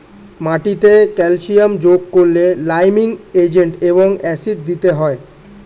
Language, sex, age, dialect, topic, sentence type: Bengali, male, 18-24, Standard Colloquial, agriculture, statement